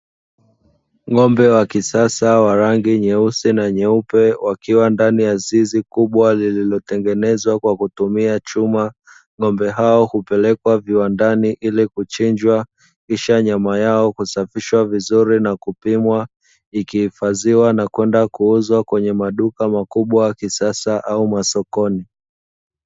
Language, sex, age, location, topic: Swahili, male, 25-35, Dar es Salaam, agriculture